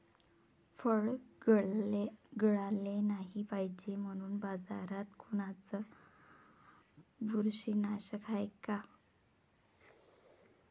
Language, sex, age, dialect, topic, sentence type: Marathi, female, 25-30, Varhadi, agriculture, question